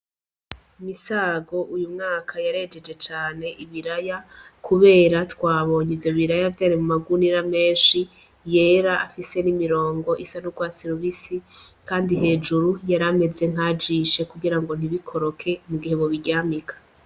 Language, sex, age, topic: Rundi, female, 25-35, agriculture